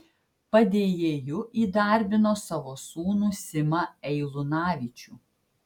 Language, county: Lithuanian, Klaipėda